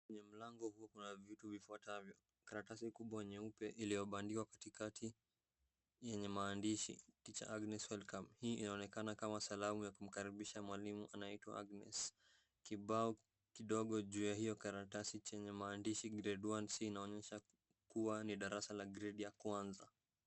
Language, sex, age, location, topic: Swahili, male, 18-24, Wajir, education